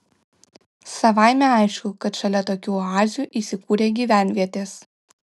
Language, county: Lithuanian, Kaunas